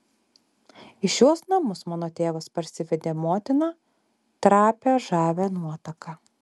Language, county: Lithuanian, Alytus